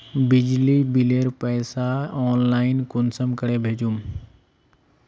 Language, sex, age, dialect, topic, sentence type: Magahi, male, 18-24, Northeastern/Surjapuri, banking, question